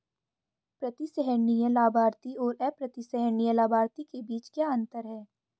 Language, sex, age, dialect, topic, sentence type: Hindi, female, 25-30, Hindustani Malvi Khadi Boli, banking, question